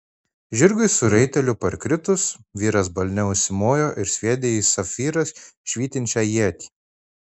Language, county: Lithuanian, Marijampolė